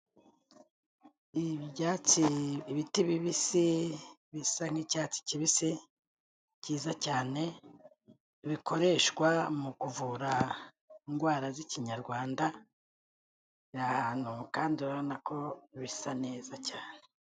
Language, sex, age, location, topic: Kinyarwanda, female, 36-49, Kigali, health